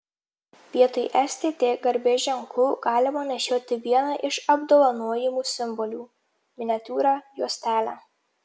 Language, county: Lithuanian, Marijampolė